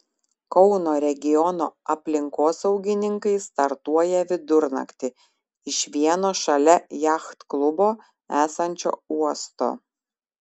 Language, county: Lithuanian, Šiauliai